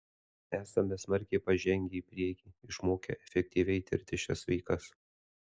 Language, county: Lithuanian, Alytus